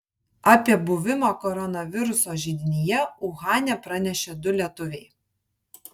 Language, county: Lithuanian, Kaunas